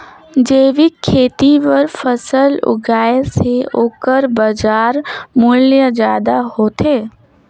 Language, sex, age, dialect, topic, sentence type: Chhattisgarhi, female, 18-24, Northern/Bhandar, agriculture, statement